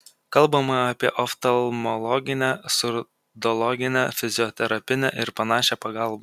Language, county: Lithuanian, Kaunas